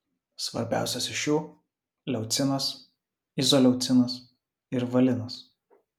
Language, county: Lithuanian, Vilnius